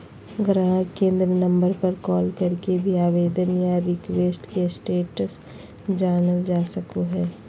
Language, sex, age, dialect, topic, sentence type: Magahi, female, 56-60, Southern, banking, statement